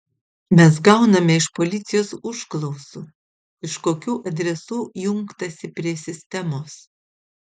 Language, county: Lithuanian, Utena